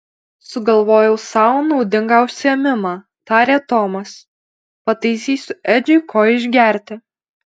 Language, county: Lithuanian, Alytus